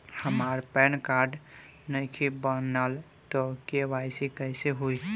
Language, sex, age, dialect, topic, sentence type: Bhojpuri, male, <18, Southern / Standard, banking, question